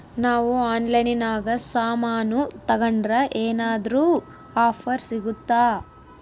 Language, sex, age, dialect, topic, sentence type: Kannada, female, 18-24, Central, agriculture, question